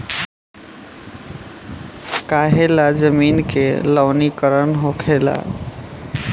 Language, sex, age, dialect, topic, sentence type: Bhojpuri, male, 18-24, Southern / Standard, agriculture, statement